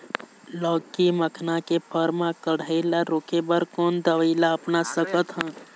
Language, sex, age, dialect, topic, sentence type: Chhattisgarhi, male, 18-24, Eastern, agriculture, question